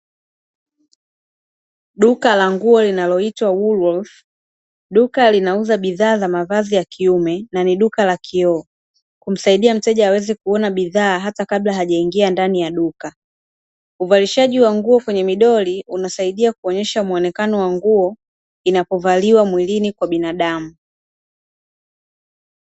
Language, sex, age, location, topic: Swahili, female, 25-35, Dar es Salaam, finance